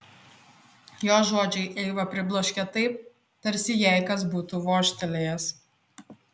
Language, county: Lithuanian, Šiauliai